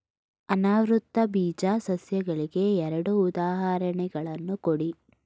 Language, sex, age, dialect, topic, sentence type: Kannada, female, 18-24, Mysore Kannada, agriculture, question